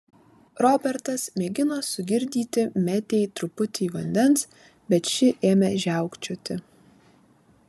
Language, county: Lithuanian, Vilnius